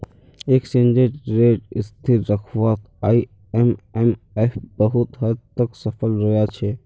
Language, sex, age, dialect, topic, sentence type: Magahi, male, 51-55, Northeastern/Surjapuri, banking, statement